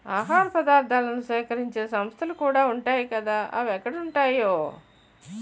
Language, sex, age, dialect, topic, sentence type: Telugu, female, 56-60, Utterandhra, agriculture, statement